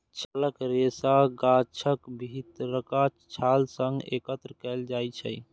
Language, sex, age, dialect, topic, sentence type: Maithili, male, 18-24, Eastern / Thethi, agriculture, statement